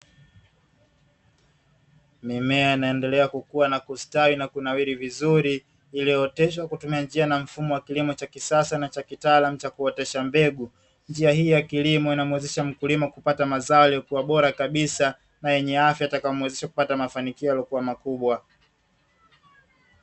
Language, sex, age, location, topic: Swahili, male, 25-35, Dar es Salaam, agriculture